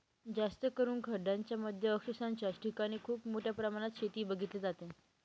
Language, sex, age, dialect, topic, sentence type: Marathi, female, 18-24, Northern Konkan, agriculture, statement